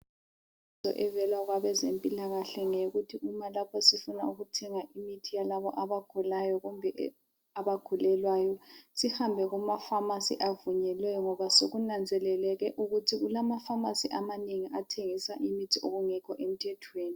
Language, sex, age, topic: North Ndebele, female, 50+, health